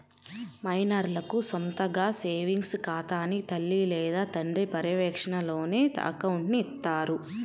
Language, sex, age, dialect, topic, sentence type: Telugu, female, 25-30, Central/Coastal, banking, statement